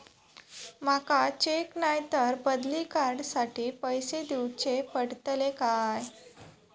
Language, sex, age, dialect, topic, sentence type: Marathi, female, 18-24, Southern Konkan, banking, question